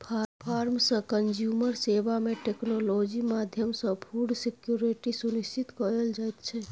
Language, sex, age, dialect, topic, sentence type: Maithili, female, 25-30, Bajjika, agriculture, statement